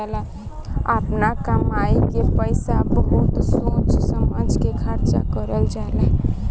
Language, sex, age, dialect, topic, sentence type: Bhojpuri, female, <18, Southern / Standard, banking, statement